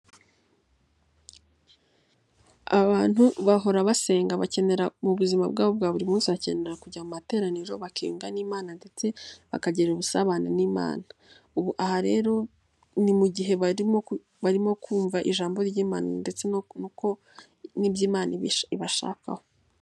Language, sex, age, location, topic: Kinyarwanda, female, 18-24, Nyagatare, finance